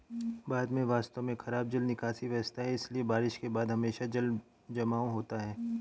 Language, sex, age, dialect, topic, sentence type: Hindi, male, 18-24, Awadhi Bundeli, agriculture, statement